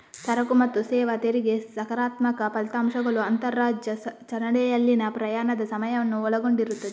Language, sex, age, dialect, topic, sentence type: Kannada, female, 18-24, Coastal/Dakshin, banking, statement